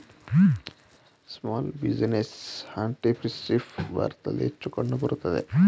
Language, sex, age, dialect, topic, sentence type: Kannada, male, 25-30, Mysore Kannada, banking, statement